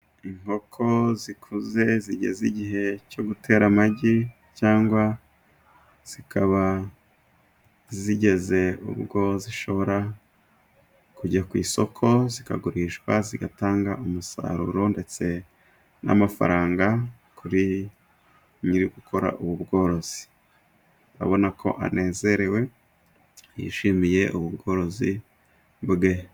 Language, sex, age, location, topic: Kinyarwanda, male, 36-49, Musanze, agriculture